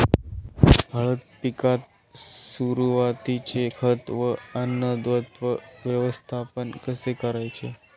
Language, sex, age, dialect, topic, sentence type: Marathi, male, 18-24, Standard Marathi, agriculture, question